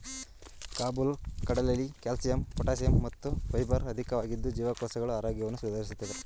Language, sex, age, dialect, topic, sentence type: Kannada, male, 31-35, Mysore Kannada, agriculture, statement